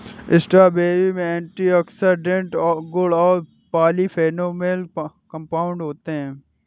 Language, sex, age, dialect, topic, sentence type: Hindi, male, 18-24, Awadhi Bundeli, agriculture, statement